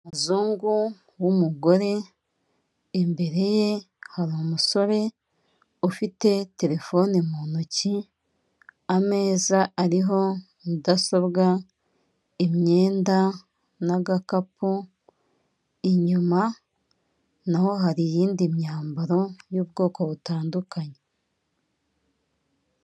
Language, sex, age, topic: Kinyarwanda, female, 36-49, finance